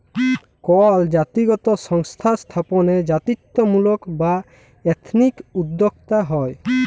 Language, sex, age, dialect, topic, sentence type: Bengali, male, 18-24, Jharkhandi, banking, statement